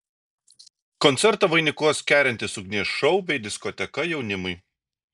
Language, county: Lithuanian, Šiauliai